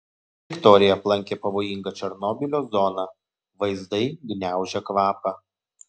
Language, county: Lithuanian, Telšiai